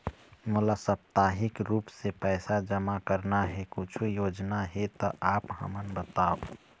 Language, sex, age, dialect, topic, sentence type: Chhattisgarhi, male, 31-35, Eastern, banking, question